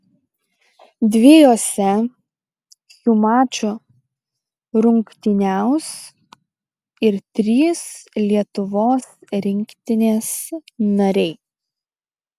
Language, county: Lithuanian, Šiauliai